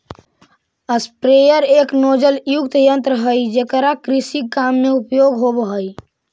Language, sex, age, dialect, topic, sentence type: Magahi, male, 18-24, Central/Standard, banking, statement